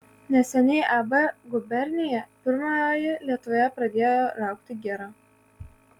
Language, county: Lithuanian, Kaunas